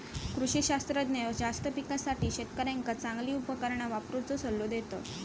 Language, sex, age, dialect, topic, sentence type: Marathi, female, 18-24, Southern Konkan, agriculture, statement